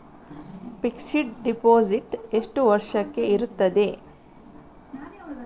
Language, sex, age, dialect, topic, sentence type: Kannada, female, 60-100, Coastal/Dakshin, banking, question